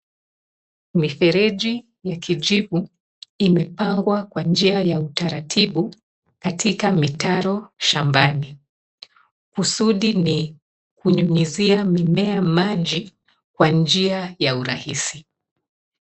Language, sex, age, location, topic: Swahili, female, 36-49, Nairobi, agriculture